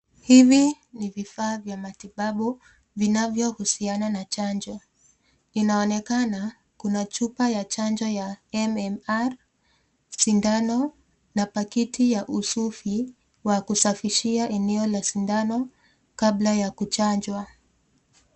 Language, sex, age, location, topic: Swahili, female, 25-35, Nakuru, health